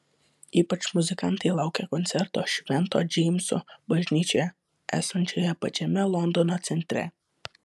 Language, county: Lithuanian, Vilnius